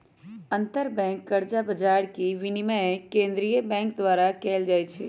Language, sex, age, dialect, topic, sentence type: Magahi, female, 25-30, Western, banking, statement